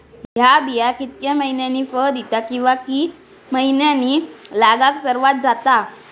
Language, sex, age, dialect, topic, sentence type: Marathi, female, 46-50, Southern Konkan, agriculture, question